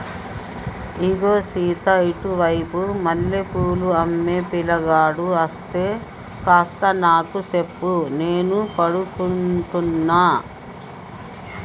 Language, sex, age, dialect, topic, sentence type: Telugu, male, 36-40, Telangana, agriculture, statement